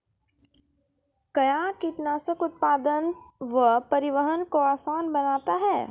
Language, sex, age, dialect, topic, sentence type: Maithili, female, 31-35, Angika, agriculture, question